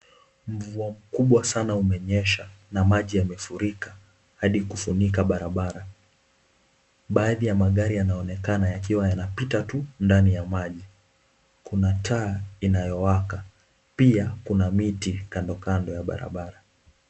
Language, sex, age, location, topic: Swahili, male, 18-24, Kisumu, health